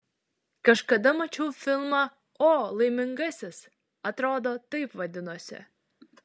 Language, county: Lithuanian, Šiauliai